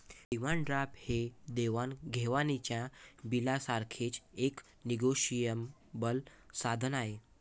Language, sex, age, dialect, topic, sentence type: Marathi, male, 18-24, Varhadi, banking, statement